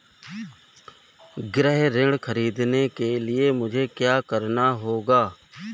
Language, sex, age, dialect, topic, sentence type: Hindi, male, 36-40, Awadhi Bundeli, banking, question